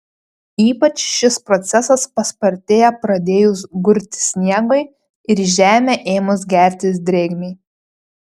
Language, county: Lithuanian, Panevėžys